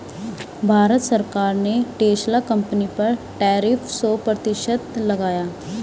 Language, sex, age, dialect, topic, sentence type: Hindi, female, 25-30, Hindustani Malvi Khadi Boli, banking, statement